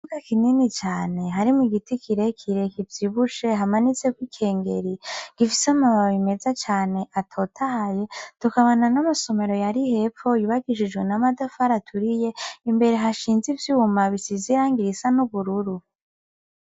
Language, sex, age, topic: Rundi, female, 18-24, education